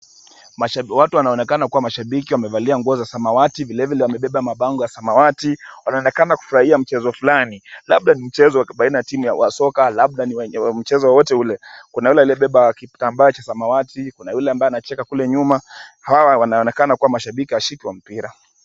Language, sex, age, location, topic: Swahili, male, 25-35, Kisumu, government